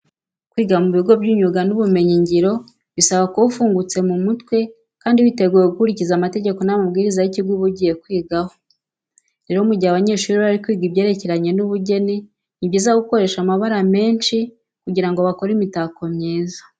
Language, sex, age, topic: Kinyarwanda, female, 36-49, education